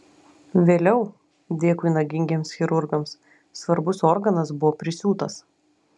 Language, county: Lithuanian, Klaipėda